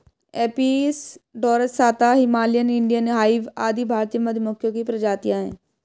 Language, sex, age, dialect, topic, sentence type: Hindi, female, 18-24, Hindustani Malvi Khadi Boli, agriculture, statement